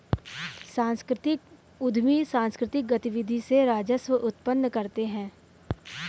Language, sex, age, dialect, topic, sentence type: Hindi, female, 31-35, Marwari Dhudhari, banking, statement